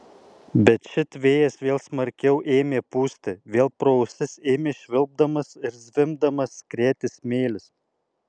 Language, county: Lithuanian, Alytus